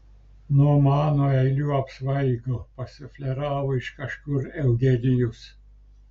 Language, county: Lithuanian, Klaipėda